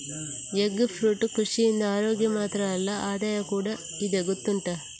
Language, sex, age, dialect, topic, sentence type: Kannada, female, 46-50, Coastal/Dakshin, agriculture, statement